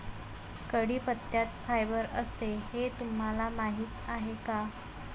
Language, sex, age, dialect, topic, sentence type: Marathi, female, 18-24, Varhadi, agriculture, statement